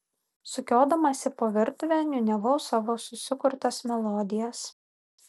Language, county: Lithuanian, Vilnius